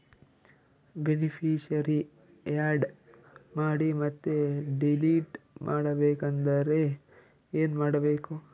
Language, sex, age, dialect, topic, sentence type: Kannada, male, 18-24, Northeastern, banking, question